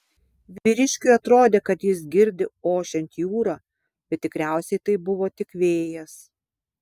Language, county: Lithuanian, Vilnius